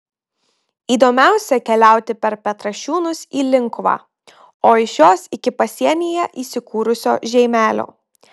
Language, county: Lithuanian, Marijampolė